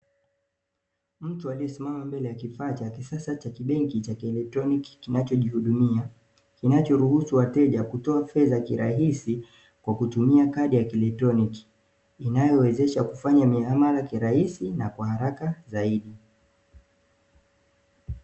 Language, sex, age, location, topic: Swahili, male, 18-24, Dar es Salaam, finance